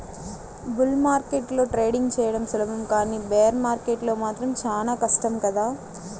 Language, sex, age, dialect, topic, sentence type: Telugu, female, 25-30, Central/Coastal, banking, statement